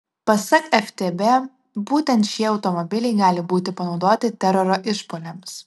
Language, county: Lithuanian, Vilnius